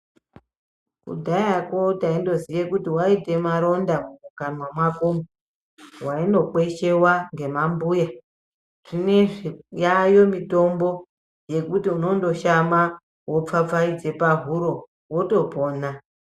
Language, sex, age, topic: Ndau, male, 25-35, health